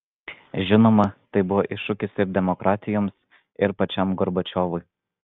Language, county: Lithuanian, Vilnius